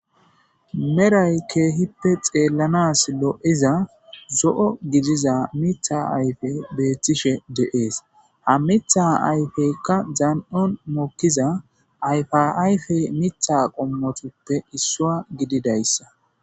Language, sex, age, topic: Gamo, male, 25-35, agriculture